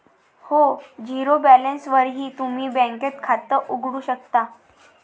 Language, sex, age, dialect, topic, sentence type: Marathi, female, 18-24, Varhadi, banking, statement